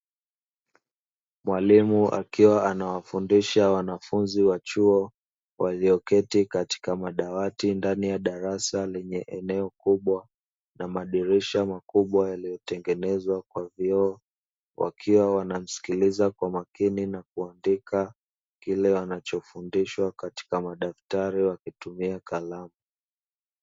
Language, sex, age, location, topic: Swahili, male, 25-35, Dar es Salaam, education